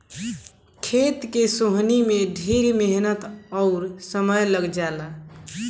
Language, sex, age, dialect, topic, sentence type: Bhojpuri, male, <18, Southern / Standard, agriculture, statement